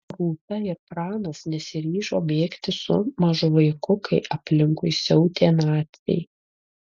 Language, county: Lithuanian, Utena